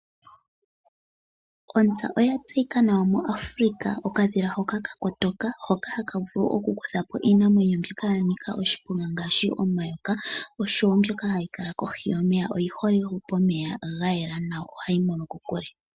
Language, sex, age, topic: Oshiwambo, female, 25-35, agriculture